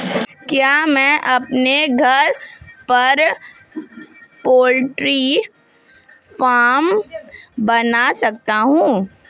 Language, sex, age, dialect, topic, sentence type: Hindi, female, 18-24, Marwari Dhudhari, agriculture, question